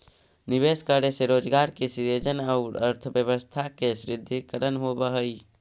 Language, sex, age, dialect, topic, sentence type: Magahi, male, 25-30, Central/Standard, banking, statement